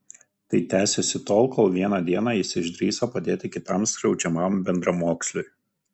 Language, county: Lithuanian, Kaunas